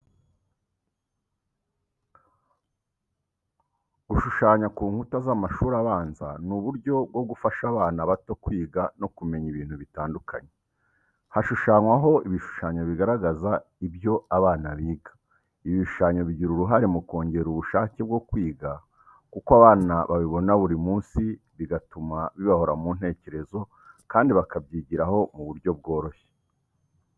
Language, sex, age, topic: Kinyarwanda, male, 36-49, education